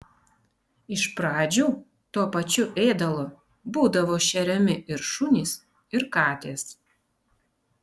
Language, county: Lithuanian, Panevėžys